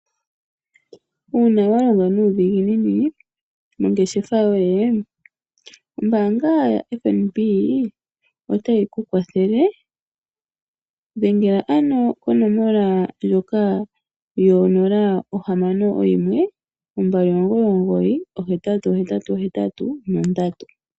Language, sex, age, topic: Oshiwambo, female, 25-35, finance